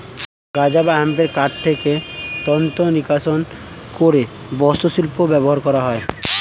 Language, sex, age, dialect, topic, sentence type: Bengali, male, 18-24, Standard Colloquial, agriculture, statement